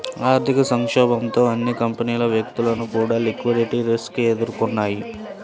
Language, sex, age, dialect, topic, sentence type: Telugu, male, 18-24, Central/Coastal, banking, statement